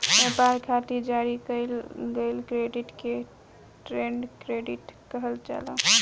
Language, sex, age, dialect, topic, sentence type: Bhojpuri, female, 18-24, Southern / Standard, banking, statement